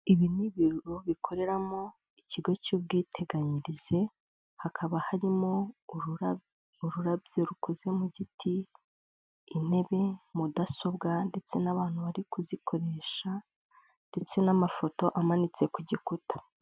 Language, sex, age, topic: Kinyarwanda, female, 25-35, finance